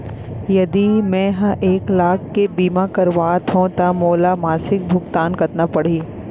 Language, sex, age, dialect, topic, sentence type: Chhattisgarhi, female, 25-30, Central, banking, question